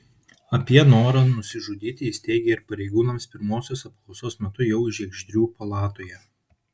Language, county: Lithuanian, Šiauliai